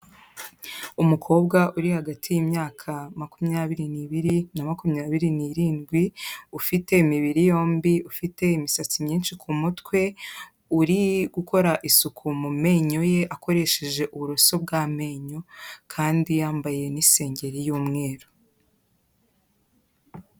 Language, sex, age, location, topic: Kinyarwanda, female, 18-24, Kigali, health